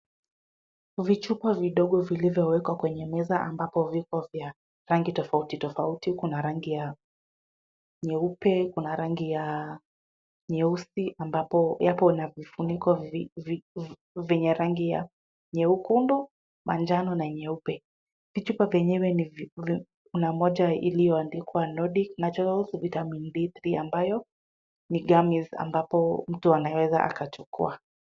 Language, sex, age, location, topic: Swahili, female, 25-35, Kisumu, health